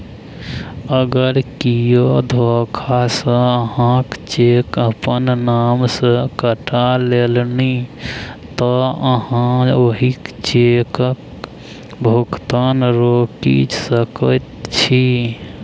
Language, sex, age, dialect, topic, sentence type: Maithili, male, 18-24, Bajjika, banking, statement